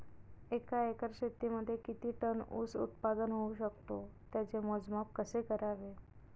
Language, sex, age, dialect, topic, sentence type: Marathi, female, 31-35, Northern Konkan, agriculture, question